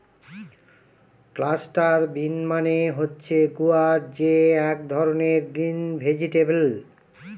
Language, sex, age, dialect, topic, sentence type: Bengali, male, 46-50, Northern/Varendri, agriculture, statement